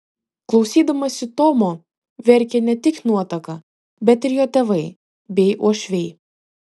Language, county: Lithuanian, Vilnius